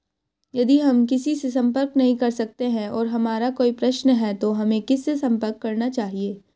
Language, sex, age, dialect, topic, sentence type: Hindi, female, 18-24, Hindustani Malvi Khadi Boli, banking, question